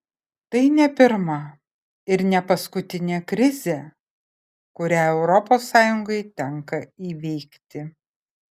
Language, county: Lithuanian, Kaunas